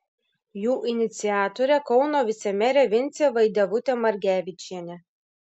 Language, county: Lithuanian, Klaipėda